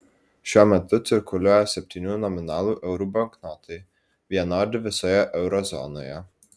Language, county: Lithuanian, Vilnius